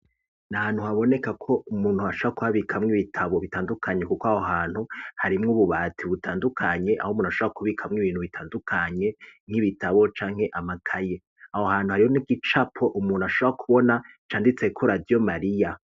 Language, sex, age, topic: Rundi, male, 36-49, education